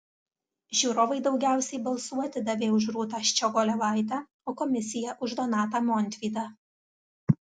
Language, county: Lithuanian, Alytus